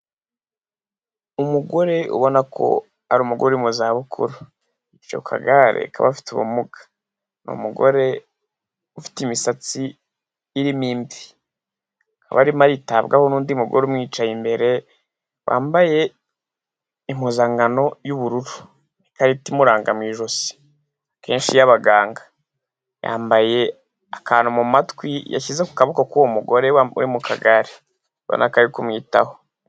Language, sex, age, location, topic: Kinyarwanda, male, 18-24, Huye, health